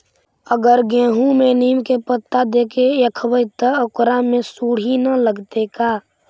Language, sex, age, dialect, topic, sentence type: Magahi, male, 51-55, Central/Standard, agriculture, question